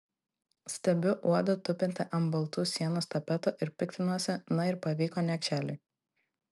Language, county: Lithuanian, Klaipėda